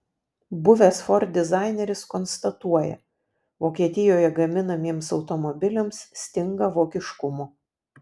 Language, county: Lithuanian, Vilnius